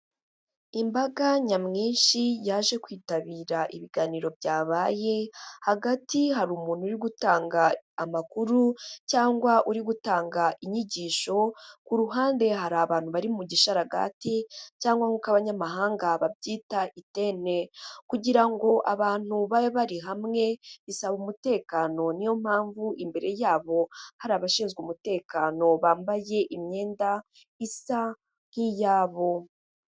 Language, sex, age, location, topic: Kinyarwanda, female, 18-24, Huye, government